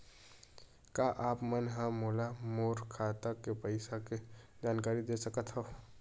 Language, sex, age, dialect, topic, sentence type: Chhattisgarhi, male, 18-24, Western/Budati/Khatahi, banking, question